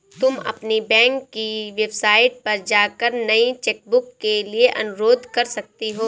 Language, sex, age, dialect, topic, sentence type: Hindi, female, 18-24, Awadhi Bundeli, banking, statement